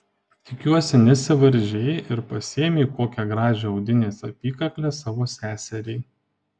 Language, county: Lithuanian, Panevėžys